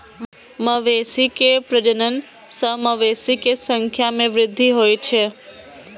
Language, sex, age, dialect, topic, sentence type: Maithili, male, 18-24, Eastern / Thethi, agriculture, statement